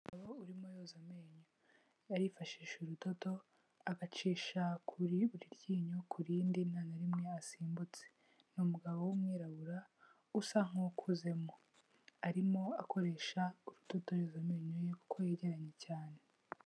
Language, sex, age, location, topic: Kinyarwanda, female, 18-24, Kigali, health